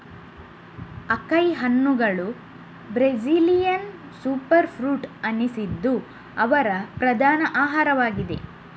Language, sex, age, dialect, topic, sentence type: Kannada, female, 31-35, Coastal/Dakshin, agriculture, statement